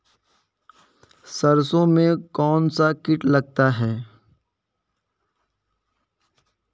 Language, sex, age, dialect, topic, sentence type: Hindi, male, 18-24, Kanauji Braj Bhasha, agriculture, question